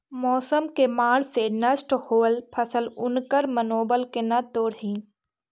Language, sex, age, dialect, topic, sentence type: Magahi, female, 46-50, Central/Standard, agriculture, statement